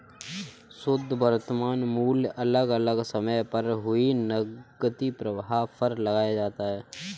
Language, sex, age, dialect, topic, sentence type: Hindi, male, 18-24, Kanauji Braj Bhasha, banking, statement